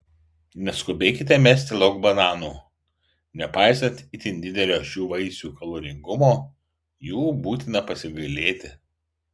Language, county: Lithuanian, Vilnius